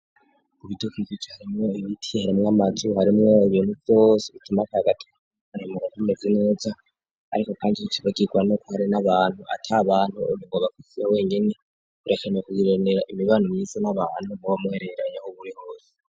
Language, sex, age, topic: Rundi, male, 36-49, education